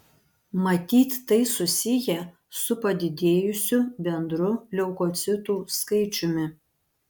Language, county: Lithuanian, Panevėžys